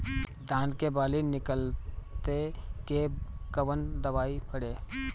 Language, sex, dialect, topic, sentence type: Bhojpuri, male, Northern, agriculture, question